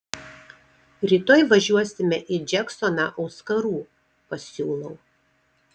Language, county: Lithuanian, Marijampolė